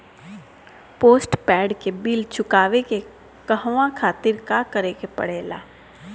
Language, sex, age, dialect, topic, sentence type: Bhojpuri, female, 60-100, Northern, banking, question